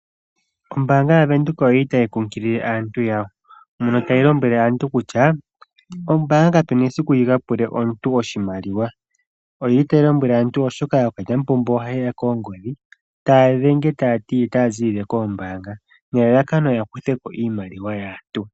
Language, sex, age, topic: Oshiwambo, female, 25-35, finance